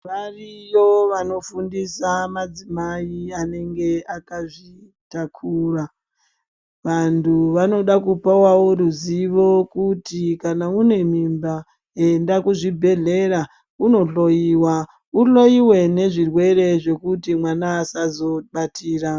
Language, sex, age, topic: Ndau, female, 25-35, health